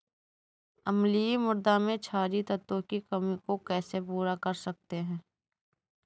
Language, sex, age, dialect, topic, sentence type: Hindi, female, 18-24, Awadhi Bundeli, agriculture, question